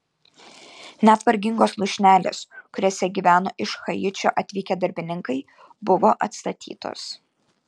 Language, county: Lithuanian, Kaunas